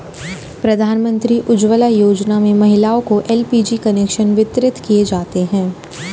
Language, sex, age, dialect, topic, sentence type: Hindi, female, 18-24, Hindustani Malvi Khadi Boli, agriculture, statement